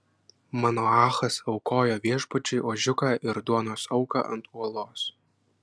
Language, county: Lithuanian, Klaipėda